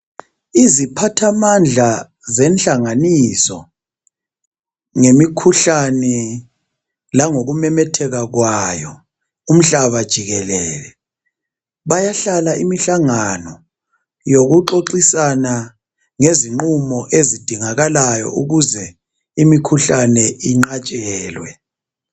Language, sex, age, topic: North Ndebele, male, 36-49, health